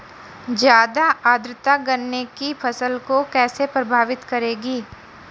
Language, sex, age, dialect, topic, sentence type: Hindi, female, 25-30, Marwari Dhudhari, agriculture, question